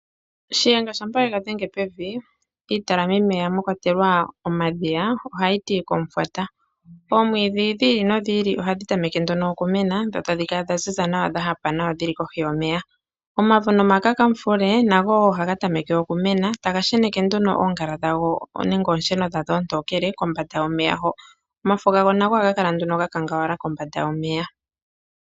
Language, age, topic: Oshiwambo, 25-35, agriculture